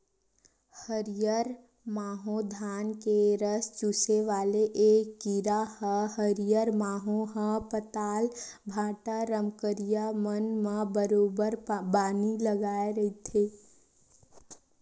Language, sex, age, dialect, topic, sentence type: Chhattisgarhi, female, 18-24, Western/Budati/Khatahi, agriculture, statement